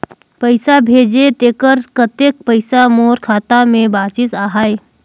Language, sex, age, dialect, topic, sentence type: Chhattisgarhi, female, 18-24, Northern/Bhandar, banking, question